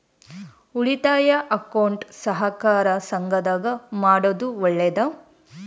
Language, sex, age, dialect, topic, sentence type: Kannada, female, 18-24, Central, banking, question